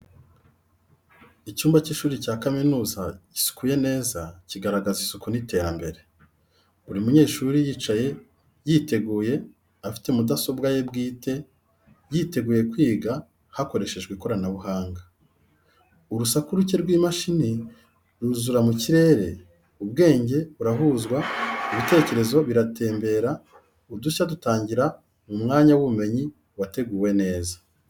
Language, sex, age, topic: Kinyarwanda, male, 36-49, education